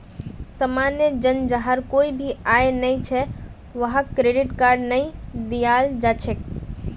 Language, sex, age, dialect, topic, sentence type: Magahi, female, 18-24, Northeastern/Surjapuri, banking, statement